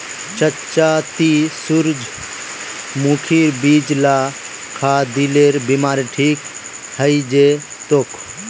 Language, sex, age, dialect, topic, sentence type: Magahi, male, 25-30, Northeastern/Surjapuri, agriculture, statement